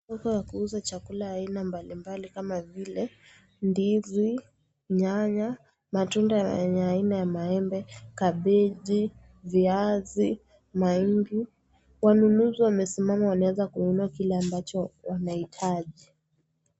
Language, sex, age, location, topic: Swahili, female, 18-24, Kisii, finance